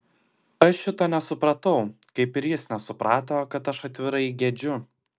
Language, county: Lithuanian, Klaipėda